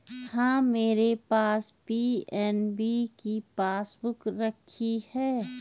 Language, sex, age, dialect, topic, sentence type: Hindi, female, 46-50, Garhwali, banking, statement